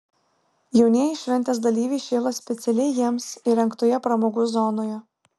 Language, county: Lithuanian, Vilnius